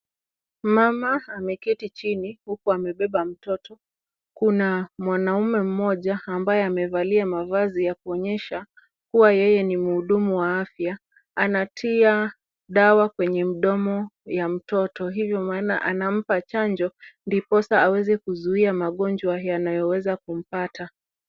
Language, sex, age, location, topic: Swahili, female, 25-35, Kisumu, health